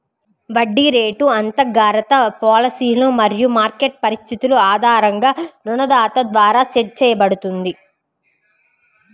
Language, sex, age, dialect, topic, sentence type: Telugu, female, 31-35, Central/Coastal, banking, statement